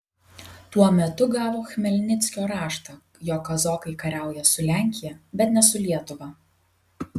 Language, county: Lithuanian, Kaunas